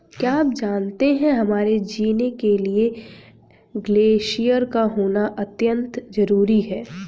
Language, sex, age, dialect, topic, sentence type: Hindi, female, 31-35, Hindustani Malvi Khadi Boli, agriculture, statement